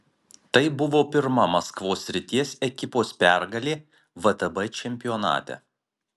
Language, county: Lithuanian, Marijampolė